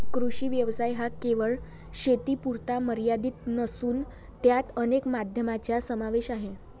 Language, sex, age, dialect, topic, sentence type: Marathi, female, 18-24, Varhadi, agriculture, statement